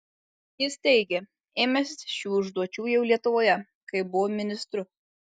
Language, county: Lithuanian, Alytus